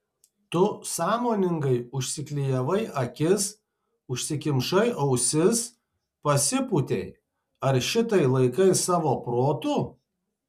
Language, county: Lithuanian, Tauragė